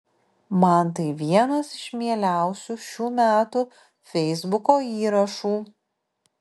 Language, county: Lithuanian, Panevėžys